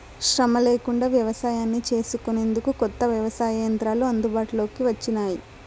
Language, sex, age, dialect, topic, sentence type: Telugu, female, 18-24, Southern, agriculture, statement